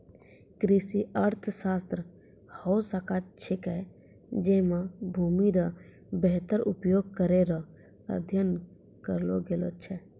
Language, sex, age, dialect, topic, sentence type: Maithili, female, 51-55, Angika, agriculture, statement